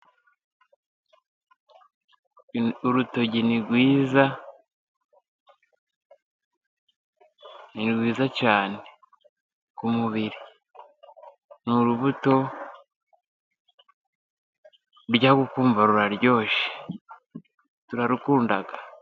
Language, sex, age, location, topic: Kinyarwanda, male, 25-35, Musanze, agriculture